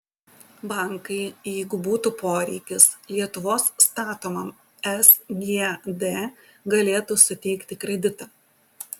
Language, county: Lithuanian, Utena